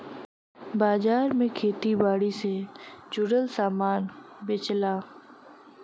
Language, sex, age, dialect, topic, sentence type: Bhojpuri, female, 25-30, Western, agriculture, statement